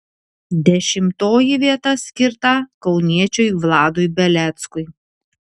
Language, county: Lithuanian, Telšiai